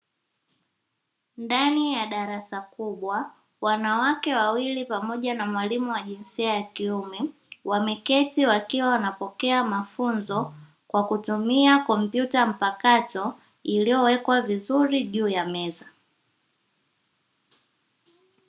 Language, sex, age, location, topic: Swahili, female, 18-24, Dar es Salaam, education